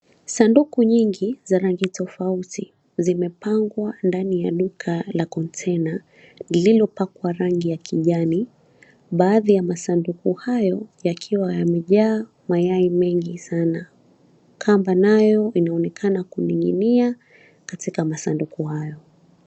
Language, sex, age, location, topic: Swahili, female, 25-35, Mombasa, finance